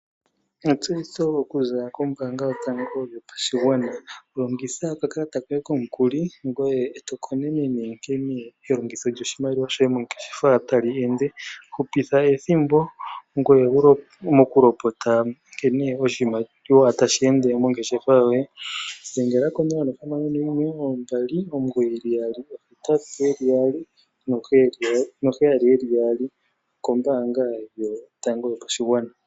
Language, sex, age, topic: Oshiwambo, male, 18-24, finance